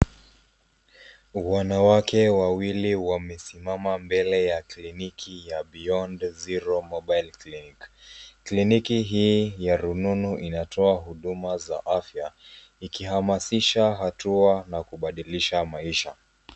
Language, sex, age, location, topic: Swahili, female, 18-24, Nairobi, health